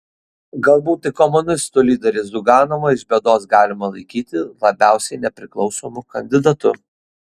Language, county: Lithuanian, Šiauliai